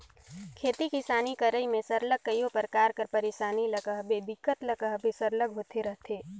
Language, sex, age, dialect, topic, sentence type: Chhattisgarhi, female, 25-30, Northern/Bhandar, agriculture, statement